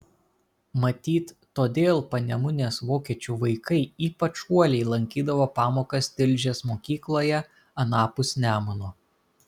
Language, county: Lithuanian, Kaunas